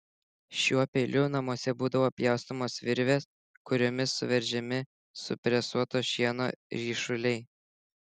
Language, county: Lithuanian, Šiauliai